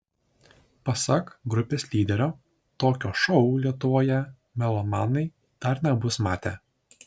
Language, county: Lithuanian, Šiauliai